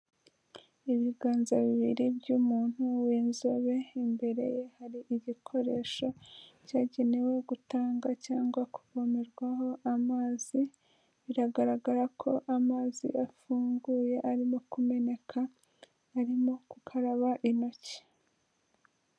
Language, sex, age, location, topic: Kinyarwanda, female, 25-35, Kigali, health